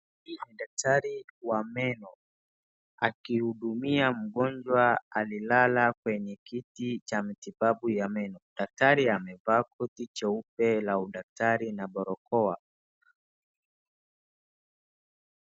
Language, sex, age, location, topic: Swahili, male, 36-49, Wajir, health